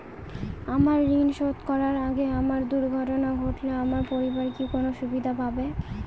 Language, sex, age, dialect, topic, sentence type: Bengali, female, 18-24, Northern/Varendri, banking, question